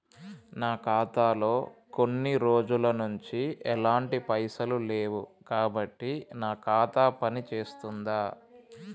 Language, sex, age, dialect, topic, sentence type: Telugu, male, 25-30, Telangana, banking, question